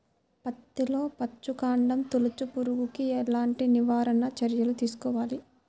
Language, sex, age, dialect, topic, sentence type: Telugu, male, 60-100, Central/Coastal, agriculture, question